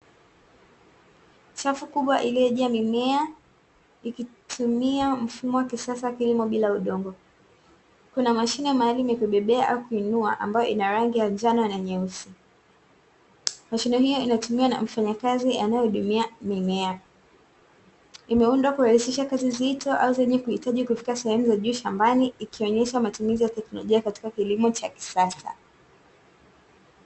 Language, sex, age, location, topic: Swahili, female, 18-24, Dar es Salaam, agriculture